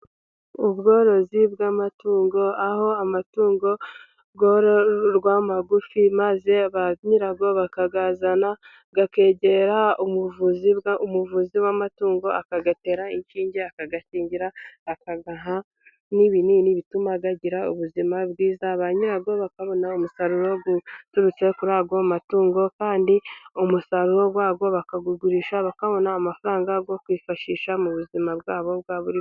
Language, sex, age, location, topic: Kinyarwanda, male, 36-49, Burera, agriculture